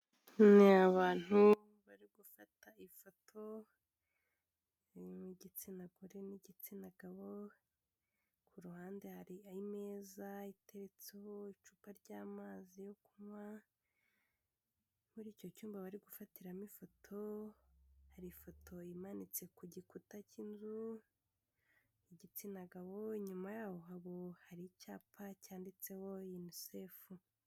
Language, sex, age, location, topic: Kinyarwanda, female, 18-24, Kigali, health